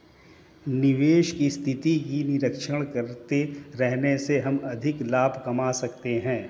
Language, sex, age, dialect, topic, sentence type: Hindi, male, 36-40, Hindustani Malvi Khadi Boli, banking, statement